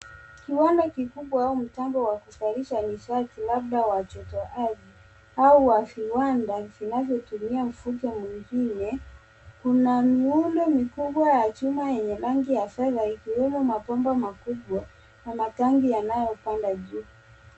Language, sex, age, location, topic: Swahili, male, 25-35, Nairobi, government